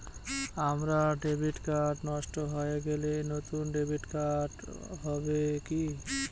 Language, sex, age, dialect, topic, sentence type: Bengali, male, 25-30, Northern/Varendri, banking, question